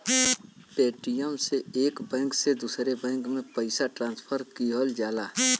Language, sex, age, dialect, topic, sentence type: Bhojpuri, male, <18, Western, banking, statement